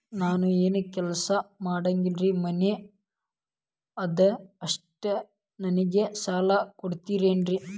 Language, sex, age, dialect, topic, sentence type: Kannada, male, 18-24, Dharwad Kannada, banking, question